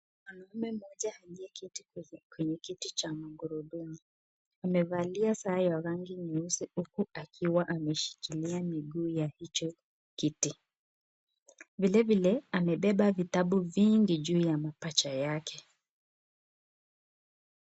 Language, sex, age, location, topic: Swahili, female, 25-35, Nakuru, education